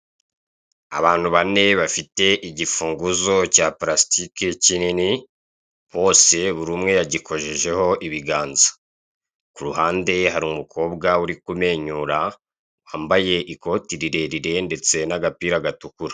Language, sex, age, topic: Kinyarwanda, male, 36-49, finance